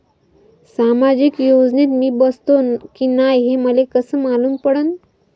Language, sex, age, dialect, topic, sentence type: Marathi, female, 25-30, Varhadi, banking, question